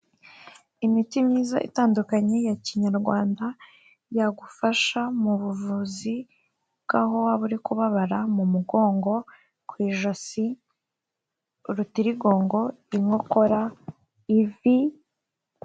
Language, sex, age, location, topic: Kinyarwanda, female, 36-49, Kigali, health